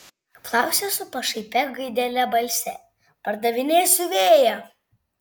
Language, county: Lithuanian, Šiauliai